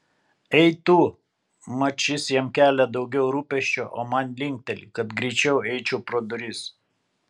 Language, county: Lithuanian, Kaunas